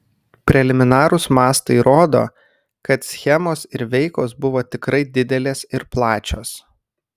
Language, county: Lithuanian, Kaunas